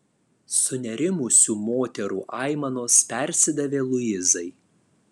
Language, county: Lithuanian, Alytus